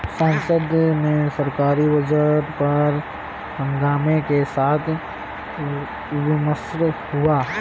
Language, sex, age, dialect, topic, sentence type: Hindi, male, 25-30, Marwari Dhudhari, banking, statement